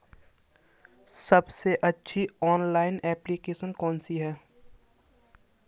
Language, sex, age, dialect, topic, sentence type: Hindi, male, 51-55, Kanauji Braj Bhasha, banking, question